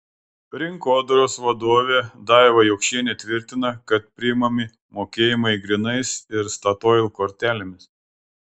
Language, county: Lithuanian, Klaipėda